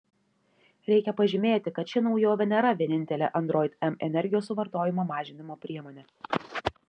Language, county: Lithuanian, Šiauliai